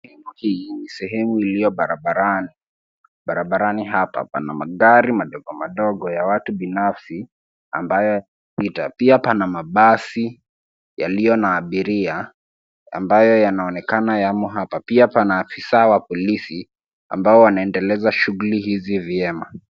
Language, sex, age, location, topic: Swahili, male, 18-24, Nairobi, government